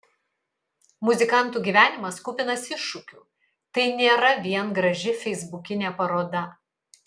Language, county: Lithuanian, Kaunas